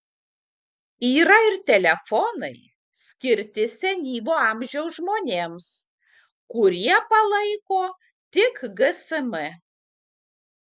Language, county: Lithuanian, Kaunas